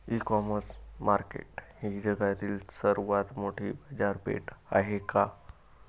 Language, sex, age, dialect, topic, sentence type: Marathi, male, 18-24, Standard Marathi, agriculture, question